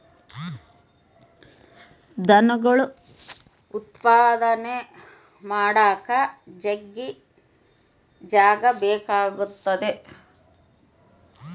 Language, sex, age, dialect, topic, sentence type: Kannada, female, 51-55, Central, agriculture, statement